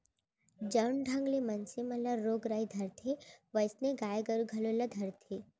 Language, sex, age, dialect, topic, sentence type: Chhattisgarhi, female, 36-40, Central, agriculture, statement